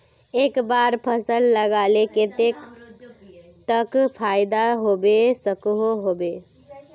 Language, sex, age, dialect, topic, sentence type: Magahi, female, 18-24, Northeastern/Surjapuri, agriculture, question